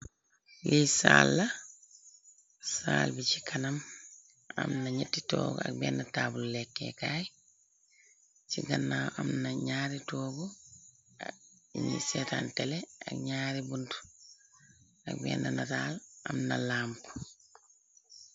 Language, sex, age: Wolof, female, 36-49